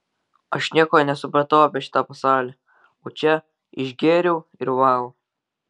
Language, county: Lithuanian, Kaunas